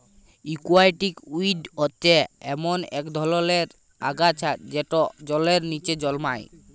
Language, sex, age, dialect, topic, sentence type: Bengali, male, 18-24, Jharkhandi, agriculture, statement